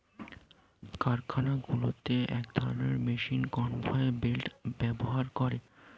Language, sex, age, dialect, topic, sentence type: Bengali, male, <18, Standard Colloquial, agriculture, statement